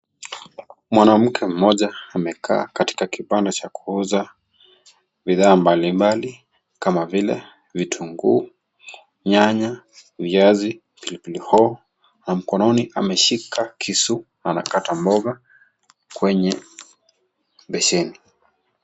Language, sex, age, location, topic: Swahili, male, 25-35, Kisii, finance